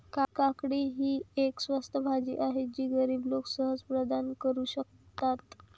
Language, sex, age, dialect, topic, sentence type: Marathi, female, 18-24, Varhadi, agriculture, statement